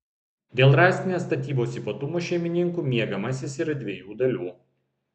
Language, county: Lithuanian, Vilnius